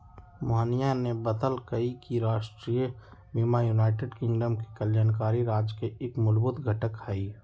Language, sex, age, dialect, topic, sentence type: Magahi, male, 18-24, Western, banking, statement